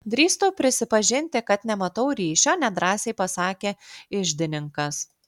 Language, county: Lithuanian, Klaipėda